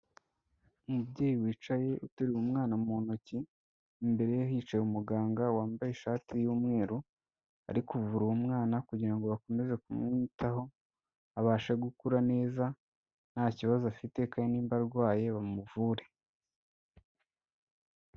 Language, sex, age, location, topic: Kinyarwanda, male, 18-24, Kigali, health